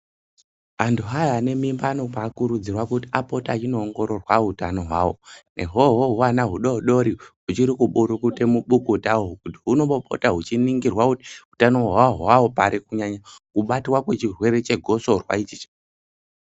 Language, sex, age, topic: Ndau, male, 18-24, health